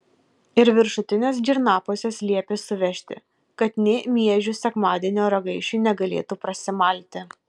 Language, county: Lithuanian, Kaunas